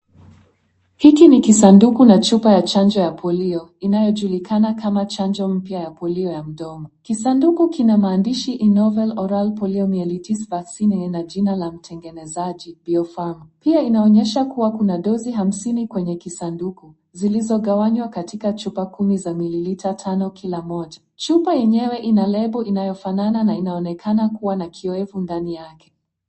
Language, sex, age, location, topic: Swahili, female, 18-24, Nairobi, health